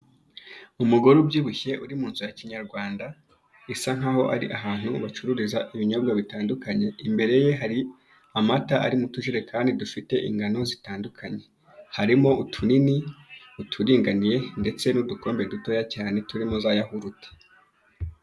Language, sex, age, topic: Kinyarwanda, male, 25-35, finance